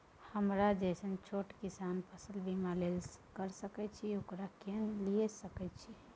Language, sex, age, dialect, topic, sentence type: Maithili, female, 18-24, Bajjika, agriculture, question